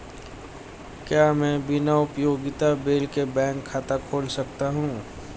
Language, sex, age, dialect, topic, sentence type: Hindi, male, 18-24, Hindustani Malvi Khadi Boli, banking, question